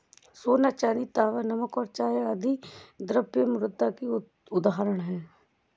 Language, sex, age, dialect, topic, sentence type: Hindi, female, 31-35, Awadhi Bundeli, banking, statement